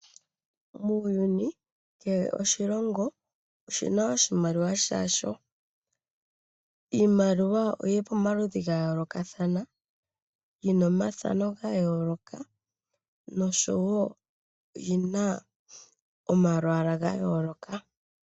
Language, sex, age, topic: Oshiwambo, female, 25-35, finance